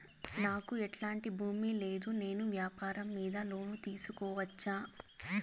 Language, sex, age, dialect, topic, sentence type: Telugu, female, 18-24, Southern, banking, question